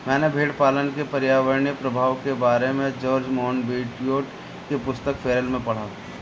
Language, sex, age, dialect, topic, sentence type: Hindi, male, 36-40, Marwari Dhudhari, agriculture, statement